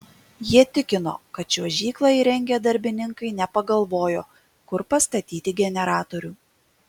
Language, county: Lithuanian, Kaunas